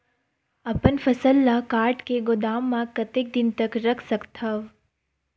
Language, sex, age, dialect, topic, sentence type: Chhattisgarhi, female, 25-30, Western/Budati/Khatahi, agriculture, question